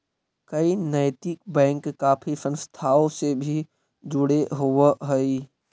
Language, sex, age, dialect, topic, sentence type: Magahi, male, 31-35, Central/Standard, banking, statement